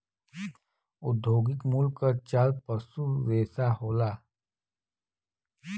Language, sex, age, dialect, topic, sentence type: Bhojpuri, male, 41-45, Western, agriculture, statement